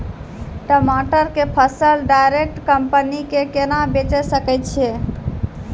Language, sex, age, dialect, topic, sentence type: Maithili, female, 18-24, Angika, agriculture, question